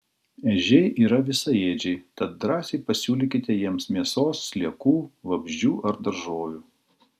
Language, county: Lithuanian, Klaipėda